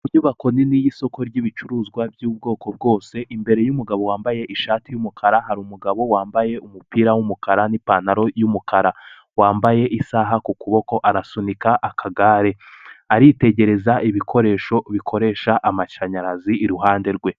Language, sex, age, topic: Kinyarwanda, male, 18-24, finance